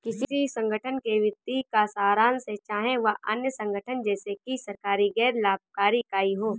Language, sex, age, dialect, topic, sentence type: Hindi, male, 25-30, Awadhi Bundeli, banking, statement